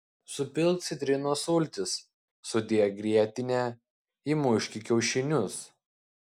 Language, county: Lithuanian, Klaipėda